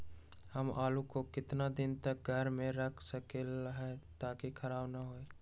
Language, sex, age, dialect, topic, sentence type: Magahi, male, 18-24, Western, agriculture, question